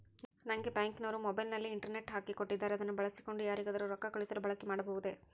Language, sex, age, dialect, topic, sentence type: Kannada, male, 18-24, Central, banking, question